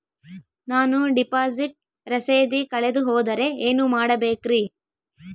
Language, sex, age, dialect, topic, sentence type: Kannada, female, 18-24, Central, banking, question